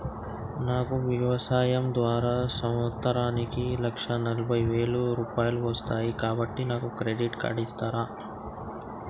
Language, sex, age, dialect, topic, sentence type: Telugu, male, 60-100, Telangana, banking, question